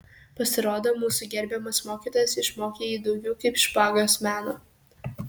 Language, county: Lithuanian, Kaunas